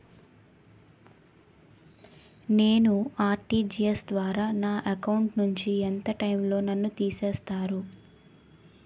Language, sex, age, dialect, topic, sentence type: Telugu, female, 18-24, Utterandhra, banking, question